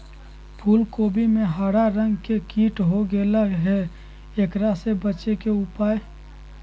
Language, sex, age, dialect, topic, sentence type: Magahi, male, 41-45, Southern, agriculture, question